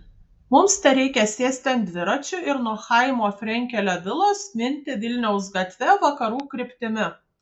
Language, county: Lithuanian, Kaunas